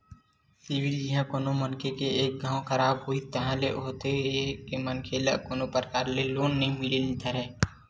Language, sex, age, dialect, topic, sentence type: Chhattisgarhi, male, 18-24, Western/Budati/Khatahi, banking, statement